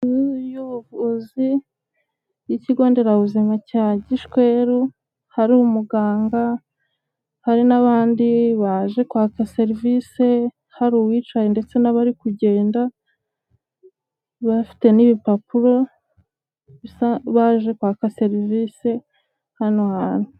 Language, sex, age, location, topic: Kinyarwanda, female, 25-35, Huye, health